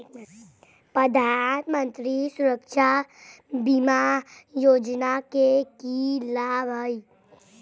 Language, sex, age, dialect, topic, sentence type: Magahi, male, 25-30, Western, banking, question